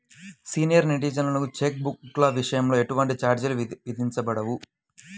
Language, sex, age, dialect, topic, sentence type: Telugu, male, 18-24, Central/Coastal, banking, statement